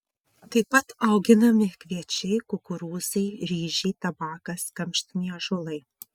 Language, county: Lithuanian, Vilnius